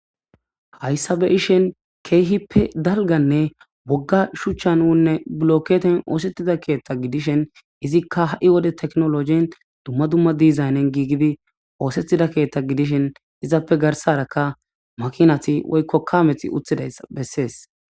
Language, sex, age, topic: Gamo, male, 18-24, government